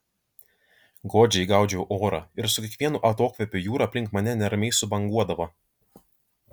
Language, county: Lithuanian, Vilnius